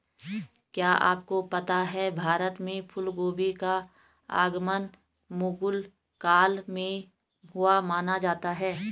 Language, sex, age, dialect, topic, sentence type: Hindi, female, 36-40, Garhwali, agriculture, statement